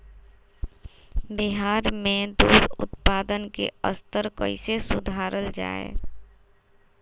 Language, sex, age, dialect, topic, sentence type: Magahi, female, 18-24, Western, agriculture, statement